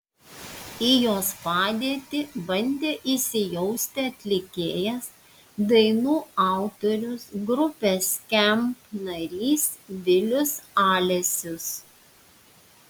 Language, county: Lithuanian, Panevėžys